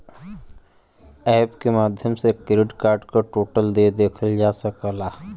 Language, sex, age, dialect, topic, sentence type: Bhojpuri, male, 25-30, Western, banking, statement